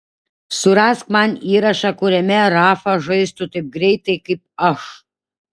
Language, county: Lithuanian, Šiauliai